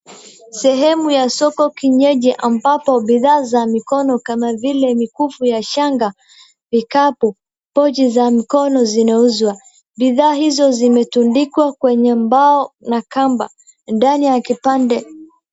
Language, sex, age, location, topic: Swahili, female, 18-24, Wajir, finance